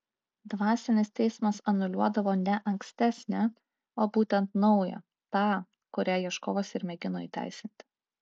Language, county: Lithuanian, Klaipėda